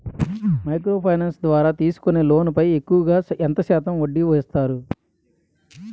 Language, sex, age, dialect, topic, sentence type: Telugu, male, 31-35, Utterandhra, banking, question